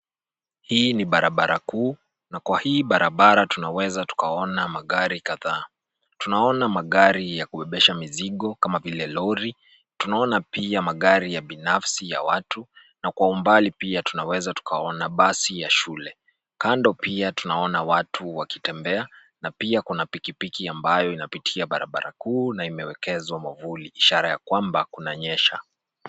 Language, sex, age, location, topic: Swahili, male, 25-35, Nairobi, government